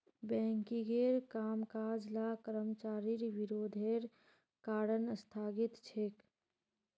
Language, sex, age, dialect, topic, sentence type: Magahi, female, 18-24, Northeastern/Surjapuri, banking, statement